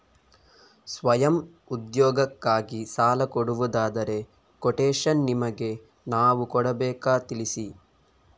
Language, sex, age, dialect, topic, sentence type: Kannada, male, 18-24, Coastal/Dakshin, banking, question